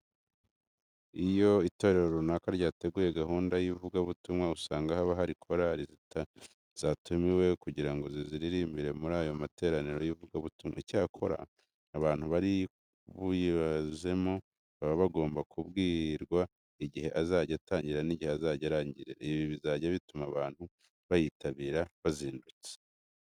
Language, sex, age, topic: Kinyarwanda, male, 25-35, education